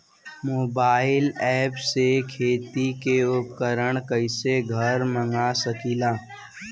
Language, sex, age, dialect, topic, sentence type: Bhojpuri, female, 18-24, Western, agriculture, question